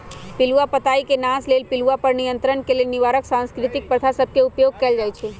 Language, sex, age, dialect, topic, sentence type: Magahi, male, 18-24, Western, agriculture, statement